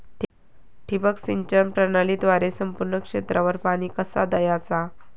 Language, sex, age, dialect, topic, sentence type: Marathi, female, 18-24, Southern Konkan, agriculture, question